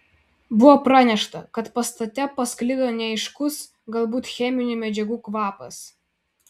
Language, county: Lithuanian, Vilnius